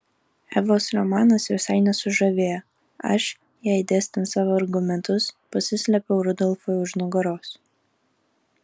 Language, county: Lithuanian, Kaunas